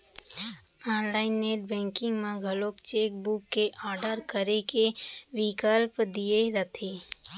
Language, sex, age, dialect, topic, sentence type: Chhattisgarhi, female, 18-24, Central, banking, statement